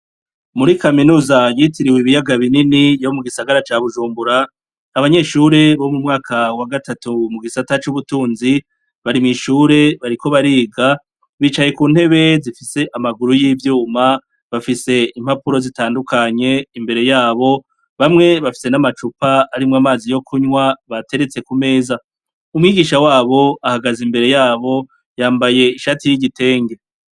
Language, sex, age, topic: Rundi, male, 36-49, education